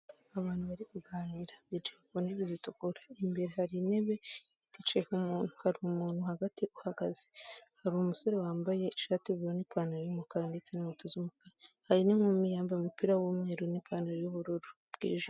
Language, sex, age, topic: Kinyarwanda, female, 18-24, government